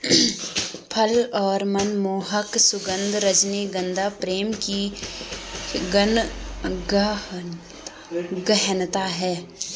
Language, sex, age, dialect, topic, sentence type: Hindi, female, 25-30, Garhwali, agriculture, statement